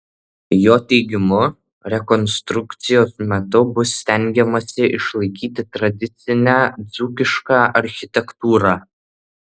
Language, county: Lithuanian, Vilnius